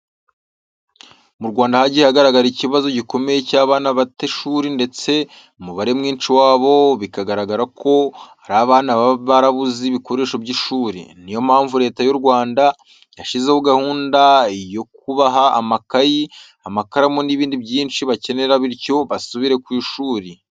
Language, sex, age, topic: Kinyarwanda, male, 18-24, education